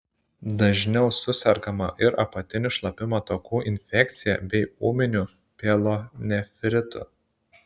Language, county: Lithuanian, Šiauliai